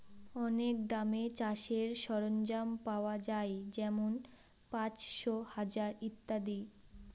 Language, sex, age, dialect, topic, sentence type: Bengali, female, 18-24, Northern/Varendri, agriculture, statement